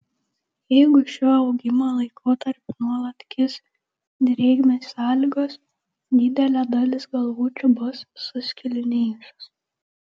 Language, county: Lithuanian, Šiauliai